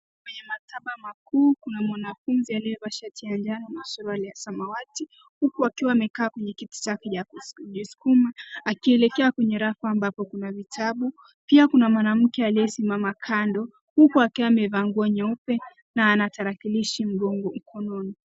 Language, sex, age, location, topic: Swahili, female, 18-24, Nairobi, education